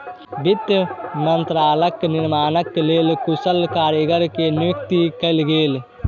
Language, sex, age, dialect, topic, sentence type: Maithili, male, 18-24, Southern/Standard, banking, statement